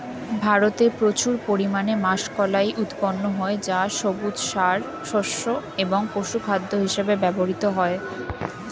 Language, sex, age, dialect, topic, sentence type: Bengali, female, 25-30, Standard Colloquial, agriculture, statement